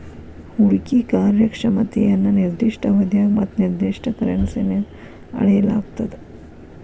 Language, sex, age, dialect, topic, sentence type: Kannada, female, 36-40, Dharwad Kannada, banking, statement